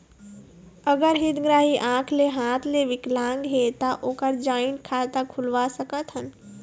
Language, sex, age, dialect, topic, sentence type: Chhattisgarhi, female, 60-100, Eastern, banking, question